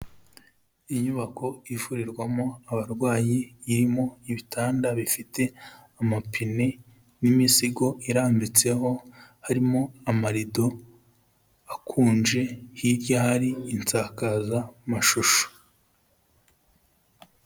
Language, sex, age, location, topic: Kinyarwanda, male, 25-35, Kigali, health